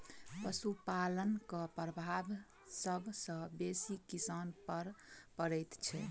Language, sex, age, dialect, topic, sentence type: Maithili, female, 25-30, Southern/Standard, agriculture, statement